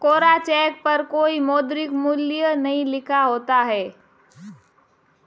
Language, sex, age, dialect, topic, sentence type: Hindi, female, 18-24, Marwari Dhudhari, banking, statement